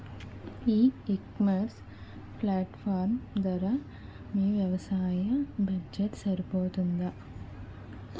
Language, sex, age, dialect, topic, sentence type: Telugu, female, 18-24, Utterandhra, agriculture, question